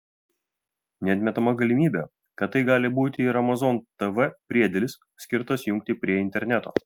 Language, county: Lithuanian, Vilnius